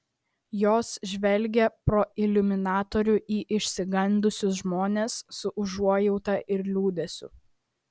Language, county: Lithuanian, Vilnius